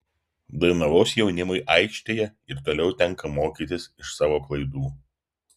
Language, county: Lithuanian, Vilnius